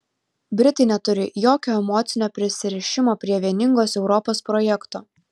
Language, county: Lithuanian, Vilnius